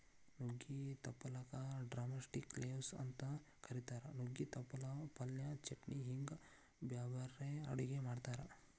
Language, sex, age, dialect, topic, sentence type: Kannada, male, 41-45, Dharwad Kannada, agriculture, statement